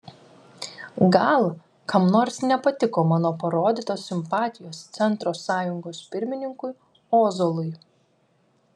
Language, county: Lithuanian, Klaipėda